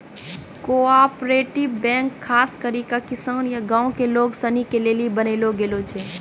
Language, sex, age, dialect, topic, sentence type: Maithili, female, 18-24, Angika, banking, statement